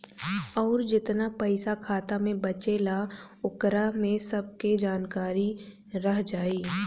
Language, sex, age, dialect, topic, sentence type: Bhojpuri, female, 18-24, Southern / Standard, banking, statement